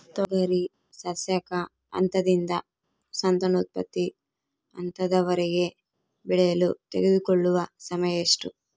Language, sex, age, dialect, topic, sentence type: Kannada, female, 18-24, Central, agriculture, question